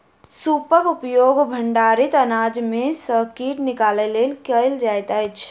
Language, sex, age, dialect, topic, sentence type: Maithili, female, 41-45, Southern/Standard, agriculture, statement